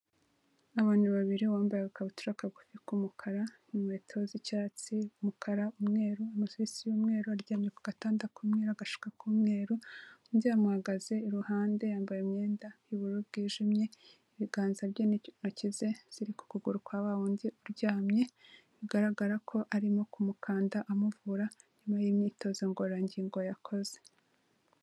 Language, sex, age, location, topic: Kinyarwanda, female, 25-35, Kigali, health